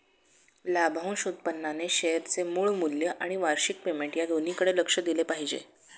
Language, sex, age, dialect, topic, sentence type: Marathi, female, 56-60, Standard Marathi, banking, statement